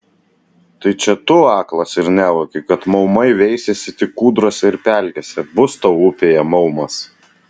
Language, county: Lithuanian, Vilnius